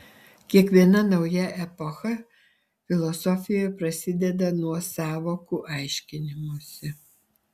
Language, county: Lithuanian, Alytus